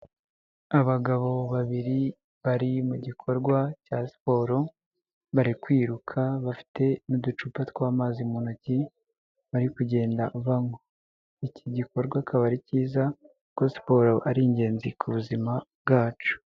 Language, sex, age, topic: Kinyarwanda, male, 18-24, health